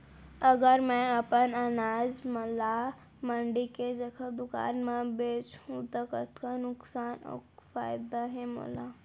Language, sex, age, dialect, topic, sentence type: Chhattisgarhi, female, 18-24, Central, agriculture, question